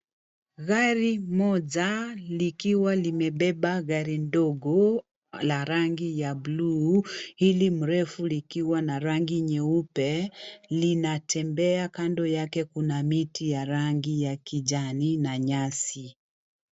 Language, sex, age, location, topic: Swahili, female, 36-49, Kisii, finance